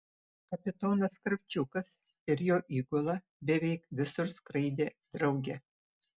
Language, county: Lithuanian, Utena